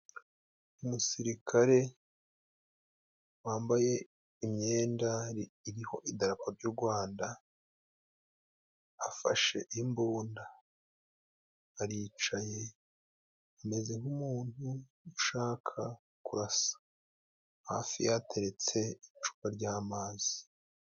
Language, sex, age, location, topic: Kinyarwanda, male, 25-35, Musanze, government